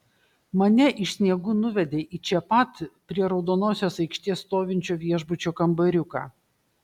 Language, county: Lithuanian, Šiauliai